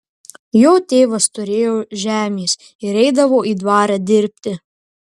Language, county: Lithuanian, Marijampolė